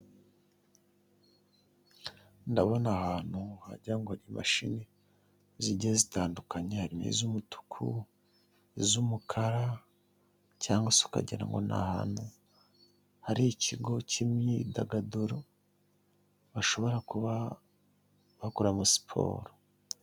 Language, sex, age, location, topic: Kinyarwanda, female, 18-24, Huye, health